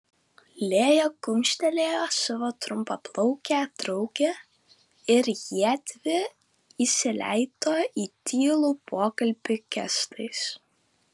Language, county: Lithuanian, Vilnius